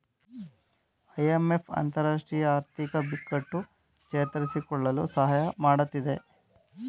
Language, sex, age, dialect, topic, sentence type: Kannada, male, 25-30, Mysore Kannada, banking, statement